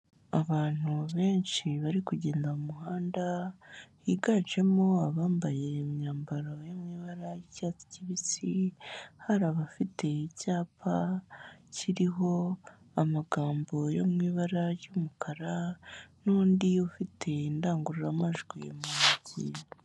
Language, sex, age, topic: Kinyarwanda, female, 18-24, health